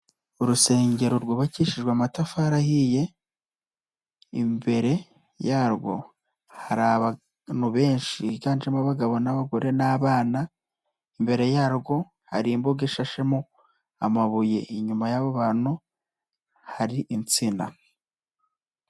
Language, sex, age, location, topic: Kinyarwanda, male, 18-24, Nyagatare, finance